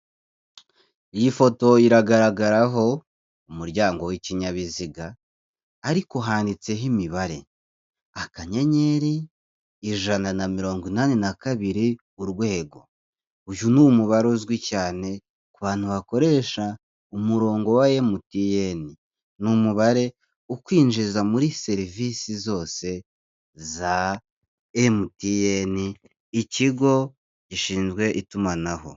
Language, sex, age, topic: Kinyarwanda, male, 25-35, finance